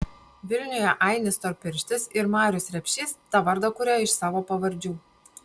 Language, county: Lithuanian, Panevėžys